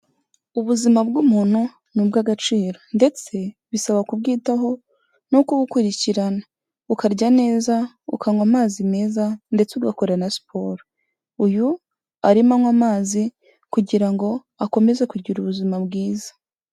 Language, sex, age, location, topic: Kinyarwanda, female, 18-24, Kigali, health